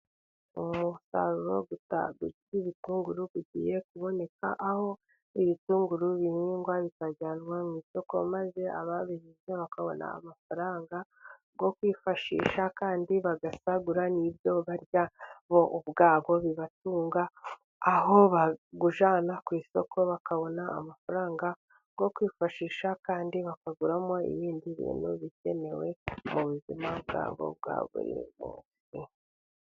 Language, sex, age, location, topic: Kinyarwanda, male, 36-49, Burera, agriculture